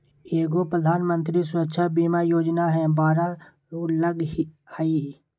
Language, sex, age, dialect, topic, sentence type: Magahi, male, 18-24, Western, banking, question